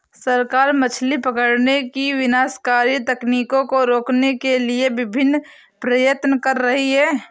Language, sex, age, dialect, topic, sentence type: Hindi, female, 18-24, Awadhi Bundeli, agriculture, statement